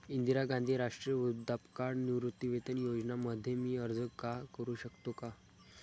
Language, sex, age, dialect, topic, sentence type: Marathi, male, 46-50, Standard Marathi, banking, question